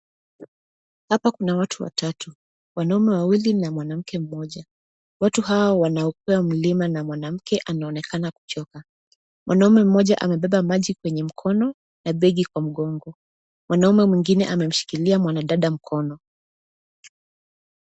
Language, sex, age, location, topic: Swahili, female, 25-35, Nairobi, government